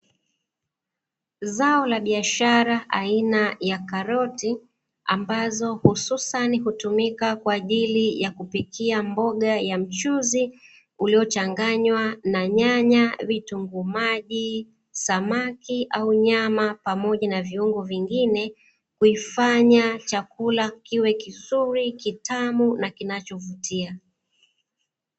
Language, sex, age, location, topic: Swahili, female, 36-49, Dar es Salaam, agriculture